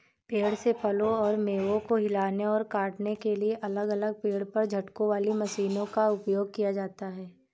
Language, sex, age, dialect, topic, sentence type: Hindi, female, 18-24, Awadhi Bundeli, agriculture, statement